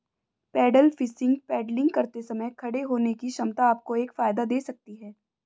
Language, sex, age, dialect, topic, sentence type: Hindi, female, 25-30, Hindustani Malvi Khadi Boli, agriculture, statement